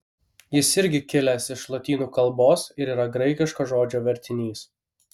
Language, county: Lithuanian, Kaunas